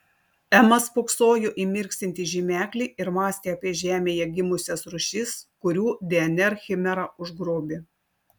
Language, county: Lithuanian, Telšiai